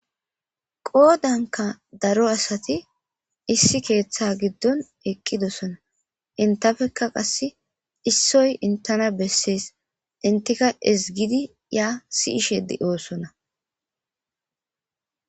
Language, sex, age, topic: Gamo, female, 25-35, government